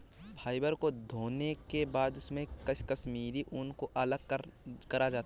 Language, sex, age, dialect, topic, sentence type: Hindi, male, 18-24, Awadhi Bundeli, agriculture, statement